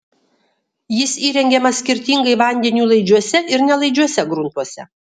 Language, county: Lithuanian, Kaunas